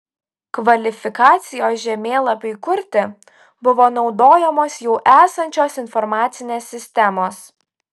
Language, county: Lithuanian, Utena